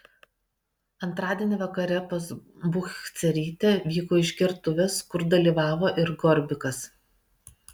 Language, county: Lithuanian, Kaunas